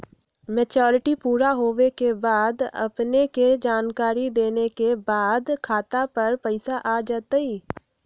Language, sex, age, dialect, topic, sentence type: Magahi, female, 25-30, Western, banking, question